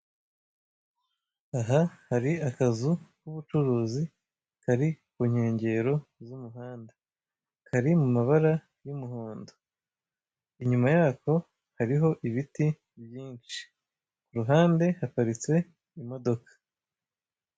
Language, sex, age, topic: Kinyarwanda, male, 25-35, finance